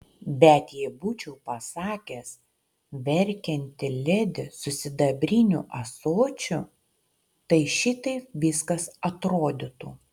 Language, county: Lithuanian, Utena